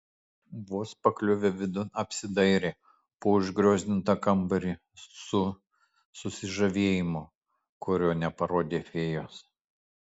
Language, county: Lithuanian, Kaunas